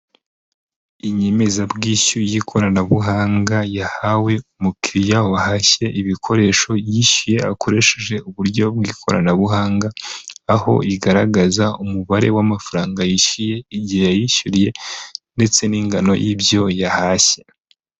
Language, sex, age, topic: Kinyarwanda, male, 25-35, finance